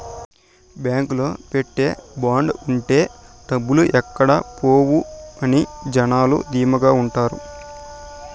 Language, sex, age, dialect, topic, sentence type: Telugu, male, 18-24, Southern, banking, statement